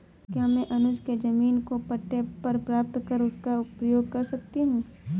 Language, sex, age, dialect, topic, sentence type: Hindi, female, 18-24, Awadhi Bundeli, banking, statement